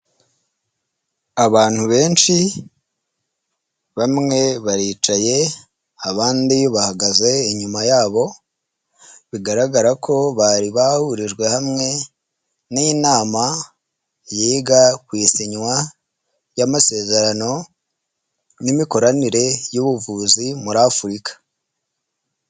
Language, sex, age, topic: Kinyarwanda, male, 25-35, health